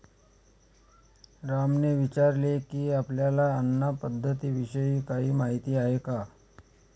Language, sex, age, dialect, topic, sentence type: Marathi, male, 25-30, Standard Marathi, agriculture, statement